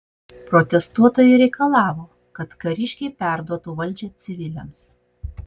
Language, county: Lithuanian, Utena